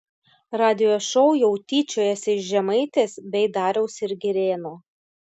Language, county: Lithuanian, Klaipėda